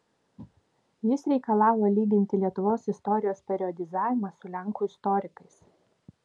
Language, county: Lithuanian, Vilnius